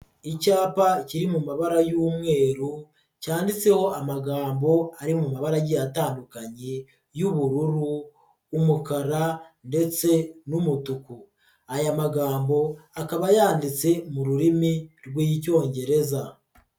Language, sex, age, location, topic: Kinyarwanda, male, 50+, Nyagatare, finance